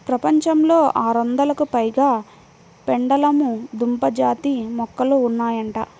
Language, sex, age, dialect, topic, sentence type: Telugu, female, 25-30, Central/Coastal, agriculture, statement